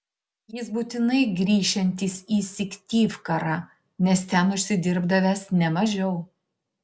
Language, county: Lithuanian, Šiauliai